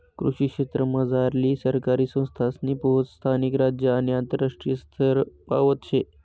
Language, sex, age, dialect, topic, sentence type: Marathi, male, 25-30, Northern Konkan, agriculture, statement